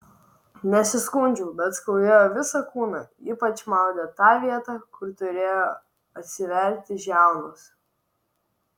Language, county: Lithuanian, Vilnius